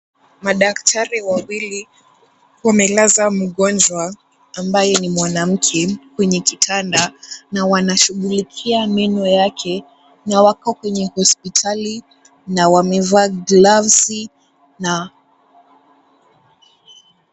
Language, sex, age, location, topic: Swahili, female, 18-24, Kisumu, health